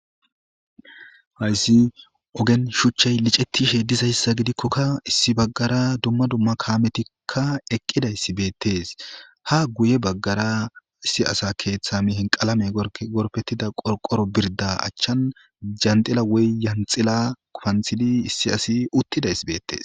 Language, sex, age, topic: Gamo, male, 25-35, government